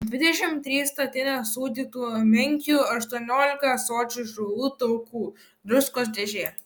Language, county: Lithuanian, Kaunas